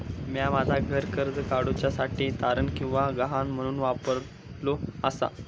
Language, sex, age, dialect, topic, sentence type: Marathi, male, 41-45, Southern Konkan, banking, statement